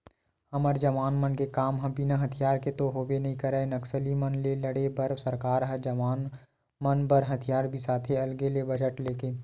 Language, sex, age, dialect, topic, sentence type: Chhattisgarhi, male, 18-24, Western/Budati/Khatahi, banking, statement